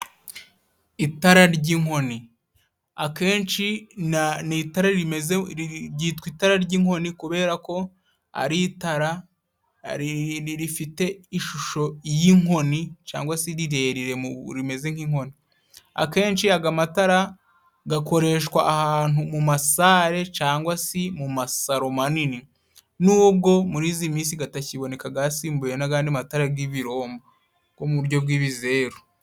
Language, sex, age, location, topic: Kinyarwanda, male, 18-24, Musanze, government